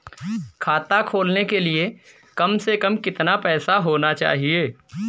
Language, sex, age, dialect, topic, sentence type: Hindi, male, 25-30, Kanauji Braj Bhasha, banking, question